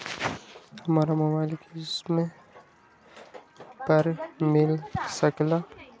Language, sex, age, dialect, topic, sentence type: Magahi, male, 25-30, Western, banking, question